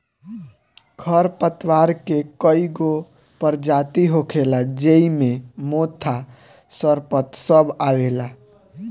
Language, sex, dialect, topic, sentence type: Bhojpuri, male, Southern / Standard, agriculture, statement